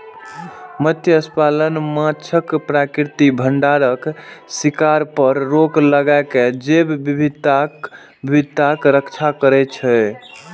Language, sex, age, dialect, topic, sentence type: Maithili, male, 18-24, Eastern / Thethi, agriculture, statement